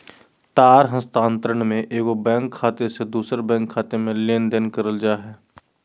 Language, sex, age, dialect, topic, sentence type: Magahi, male, 25-30, Southern, banking, statement